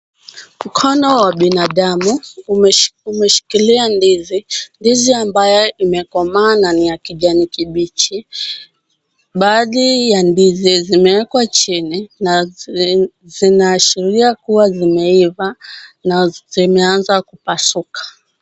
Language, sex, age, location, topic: Swahili, female, 18-24, Kisumu, agriculture